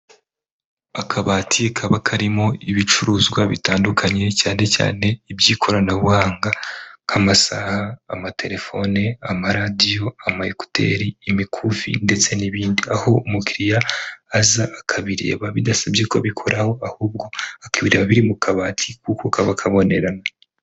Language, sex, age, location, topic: Kinyarwanda, female, 25-35, Kigali, finance